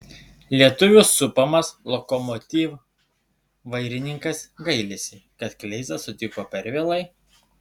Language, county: Lithuanian, Šiauliai